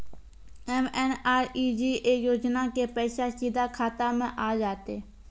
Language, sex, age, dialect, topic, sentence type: Maithili, female, 18-24, Angika, banking, question